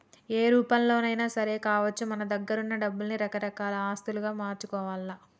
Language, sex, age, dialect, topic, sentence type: Telugu, female, 36-40, Telangana, banking, statement